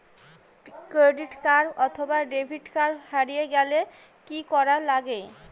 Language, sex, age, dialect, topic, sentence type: Bengali, female, 25-30, Rajbangshi, banking, question